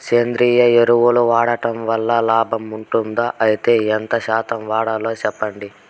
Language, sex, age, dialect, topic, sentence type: Telugu, male, 18-24, Southern, agriculture, question